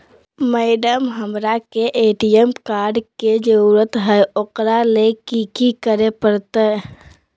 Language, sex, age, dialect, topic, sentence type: Magahi, female, 18-24, Southern, banking, question